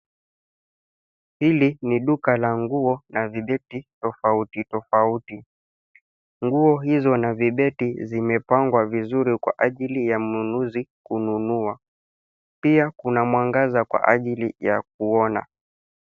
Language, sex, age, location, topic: Swahili, male, 25-35, Nairobi, finance